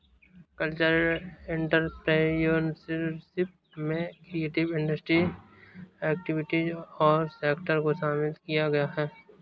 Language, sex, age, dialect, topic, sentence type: Hindi, male, 18-24, Awadhi Bundeli, banking, statement